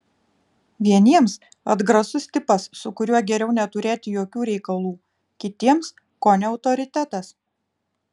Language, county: Lithuanian, Vilnius